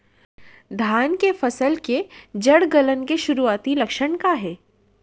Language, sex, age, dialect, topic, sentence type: Chhattisgarhi, female, 31-35, Central, agriculture, question